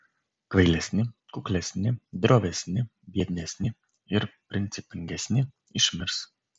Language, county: Lithuanian, Kaunas